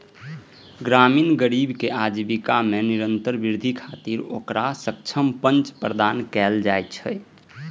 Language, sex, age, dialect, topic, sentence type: Maithili, male, 18-24, Eastern / Thethi, banking, statement